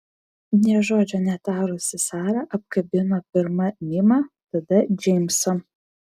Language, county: Lithuanian, Vilnius